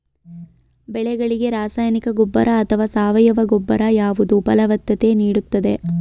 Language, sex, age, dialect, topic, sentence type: Kannada, female, 25-30, Mysore Kannada, agriculture, question